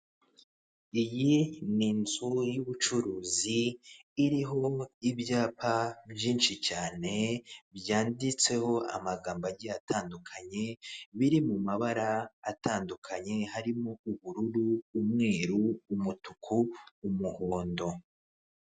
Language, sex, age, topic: Kinyarwanda, male, 18-24, government